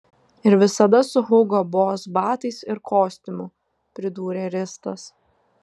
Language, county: Lithuanian, Šiauliai